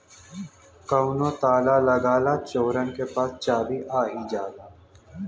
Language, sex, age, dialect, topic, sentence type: Bhojpuri, male, 18-24, Western, banking, statement